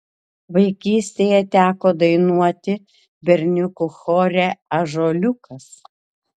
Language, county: Lithuanian, Kaunas